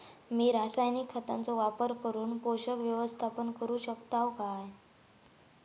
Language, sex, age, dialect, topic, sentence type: Marathi, female, 18-24, Southern Konkan, agriculture, question